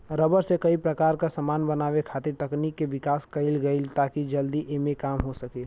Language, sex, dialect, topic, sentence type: Bhojpuri, male, Western, agriculture, statement